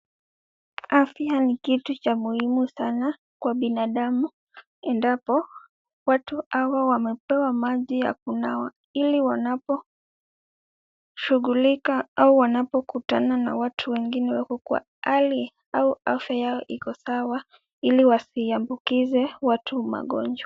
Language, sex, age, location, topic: Swahili, female, 18-24, Kisumu, health